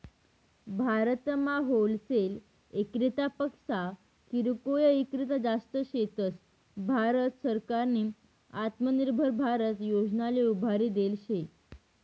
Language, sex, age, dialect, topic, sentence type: Marathi, female, 18-24, Northern Konkan, agriculture, statement